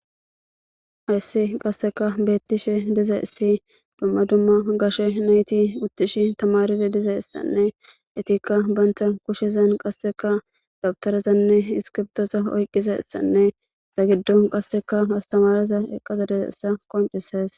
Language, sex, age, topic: Gamo, male, 18-24, government